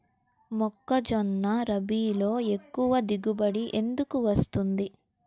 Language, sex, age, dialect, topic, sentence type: Telugu, female, 18-24, Central/Coastal, agriculture, question